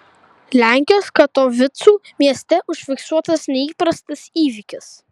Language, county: Lithuanian, Kaunas